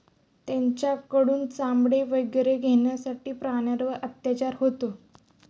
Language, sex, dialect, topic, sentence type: Marathi, female, Standard Marathi, agriculture, statement